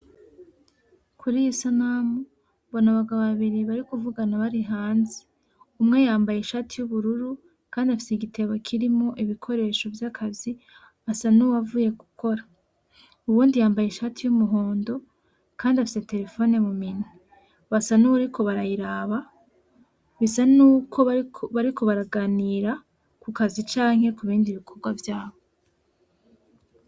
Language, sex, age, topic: Rundi, female, 18-24, agriculture